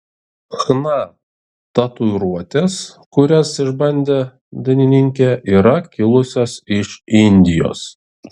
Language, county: Lithuanian, Šiauliai